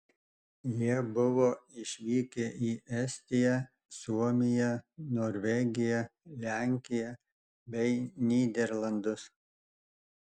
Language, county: Lithuanian, Alytus